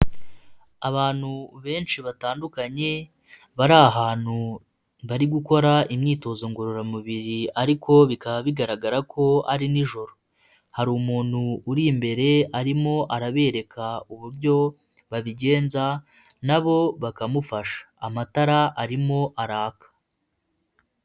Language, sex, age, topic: Kinyarwanda, female, 25-35, government